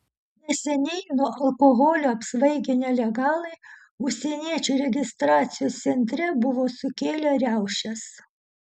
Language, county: Lithuanian, Utena